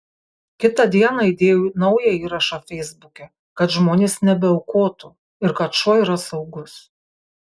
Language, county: Lithuanian, Kaunas